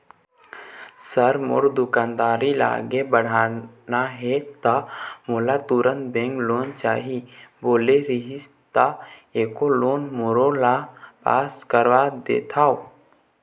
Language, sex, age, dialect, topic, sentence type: Chhattisgarhi, male, 18-24, Eastern, banking, question